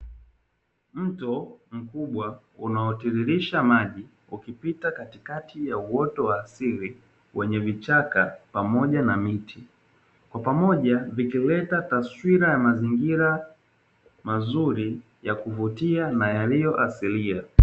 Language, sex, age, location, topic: Swahili, male, 18-24, Dar es Salaam, agriculture